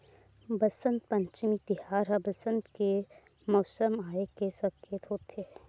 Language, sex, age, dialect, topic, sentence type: Chhattisgarhi, female, 18-24, Western/Budati/Khatahi, agriculture, statement